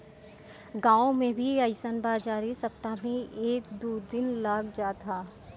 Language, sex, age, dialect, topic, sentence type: Bhojpuri, female, 18-24, Northern, agriculture, statement